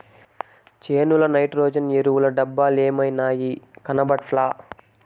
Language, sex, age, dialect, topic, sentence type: Telugu, male, 18-24, Southern, agriculture, statement